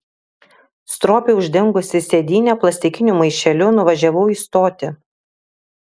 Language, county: Lithuanian, Kaunas